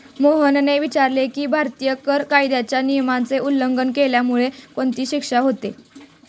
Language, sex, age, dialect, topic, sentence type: Marathi, female, 18-24, Standard Marathi, banking, statement